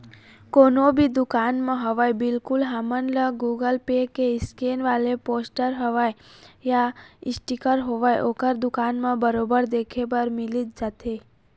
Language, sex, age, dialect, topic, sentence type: Chhattisgarhi, female, 25-30, Eastern, banking, statement